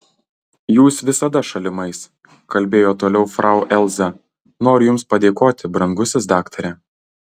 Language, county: Lithuanian, Marijampolė